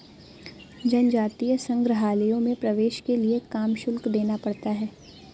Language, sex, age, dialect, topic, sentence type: Hindi, female, 18-24, Awadhi Bundeli, banking, statement